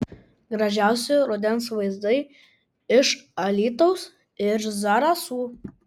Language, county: Lithuanian, Kaunas